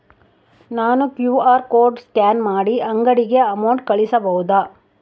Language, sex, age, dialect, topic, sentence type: Kannada, female, 56-60, Central, banking, question